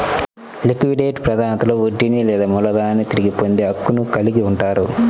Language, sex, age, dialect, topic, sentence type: Telugu, male, 25-30, Central/Coastal, banking, statement